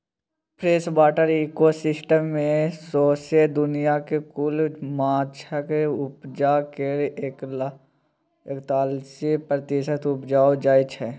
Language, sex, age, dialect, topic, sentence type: Maithili, male, 18-24, Bajjika, agriculture, statement